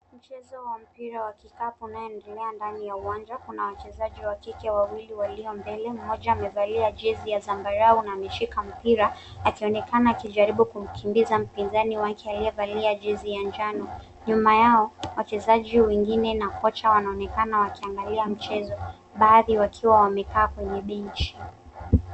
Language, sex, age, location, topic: Swahili, female, 18-24, Nairobi, education